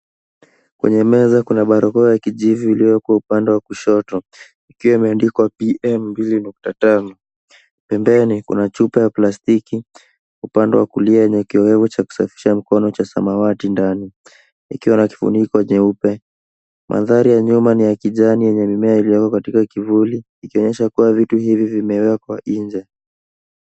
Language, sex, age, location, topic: Swahili, male, 18-24, Nairobi, health